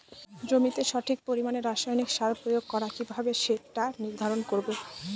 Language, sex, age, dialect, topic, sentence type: Bengali, female, 18-24, Northern/Varendri, agriculture, question